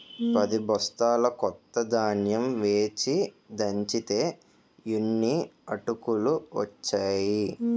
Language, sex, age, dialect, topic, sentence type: Telugu, male, 18-24, Utterandhra, agriculture, statement